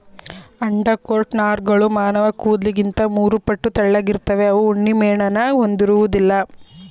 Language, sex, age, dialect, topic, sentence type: Kannada, female, 25-30, Mysore Kannada, agriculture, statement